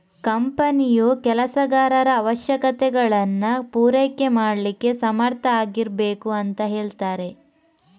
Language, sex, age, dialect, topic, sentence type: Kannada, female, 25-30, Coastal/Dakshin, banking, statement